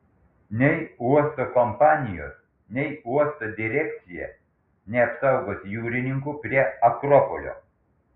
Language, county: Lithuanian, Panevėžys